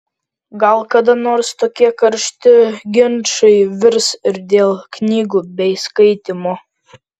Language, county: Lithuanian, Kaunas